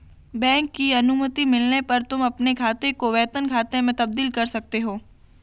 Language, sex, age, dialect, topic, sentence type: Hindi, female, 18-24, Marwari Dhudhari, banking, statement